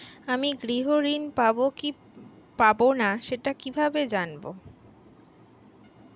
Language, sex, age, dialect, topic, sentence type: Bengali, female, 18-24, Standard Colloquial, banking, question